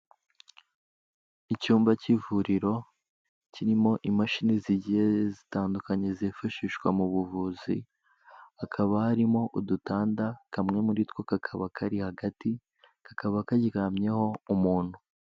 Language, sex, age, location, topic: Kinyarwanda, male, 18-24, Kigali, health